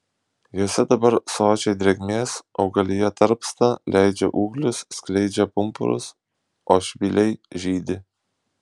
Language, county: Lithuanian, Šiauliai